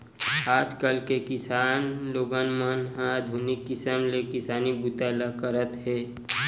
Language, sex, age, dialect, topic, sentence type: Chhattisgarhi, male, 18-24, Western/Budati/Khatahi, agriculture, statement